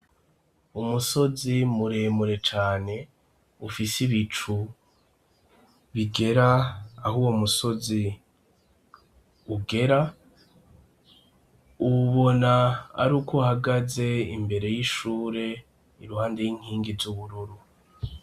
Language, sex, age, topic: Rundi, male, 36-49, education